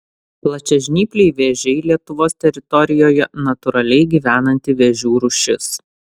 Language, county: Lithuanian, Vilnius